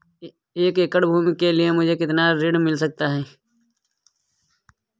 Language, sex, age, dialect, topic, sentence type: Hindi, male, 25-30, Awadhi Bundeli, banking, question